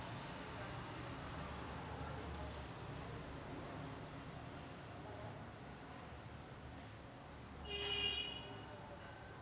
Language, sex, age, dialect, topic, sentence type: Marathi, female, 25-30, Varhadi, agriculture, statement